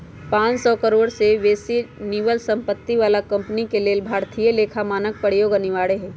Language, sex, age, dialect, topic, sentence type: Magahi, male, 18-24, Western, banking, statement